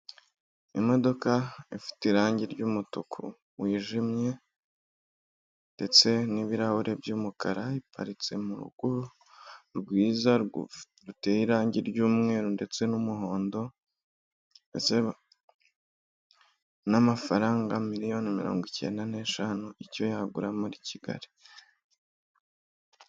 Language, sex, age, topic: Kinyarwanda, female, 18-24, finance